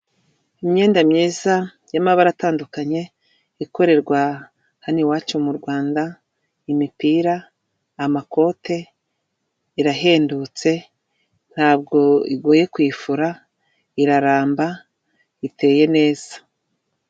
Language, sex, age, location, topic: Kinyarwanda, female, 36-49, Kigali, finance